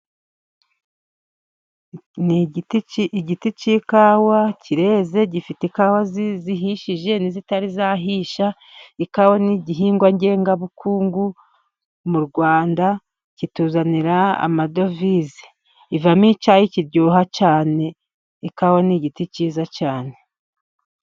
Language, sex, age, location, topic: Kinyarwanda, female, 50+, Musanze, agriculture